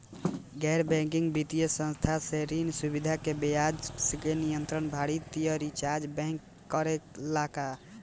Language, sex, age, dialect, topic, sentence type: Bhojpuri, male, 18-24, Southern / Standard, banking, question